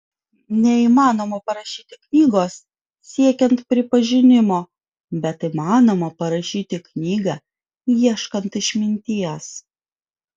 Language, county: Lithuanian, Vilnius